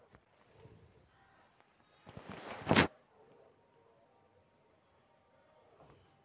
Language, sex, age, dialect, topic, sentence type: Marathi, female, 31-35, Southern Konkan, banking, statement